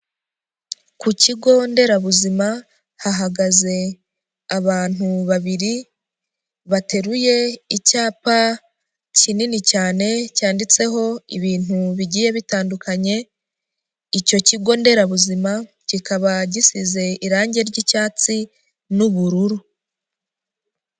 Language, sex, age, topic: Kinyarwanda, female, 25-35, health